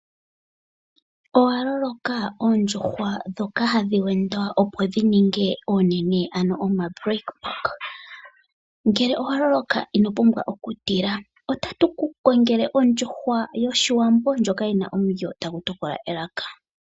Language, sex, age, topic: Oshiwambo, female, 25-35, agriculture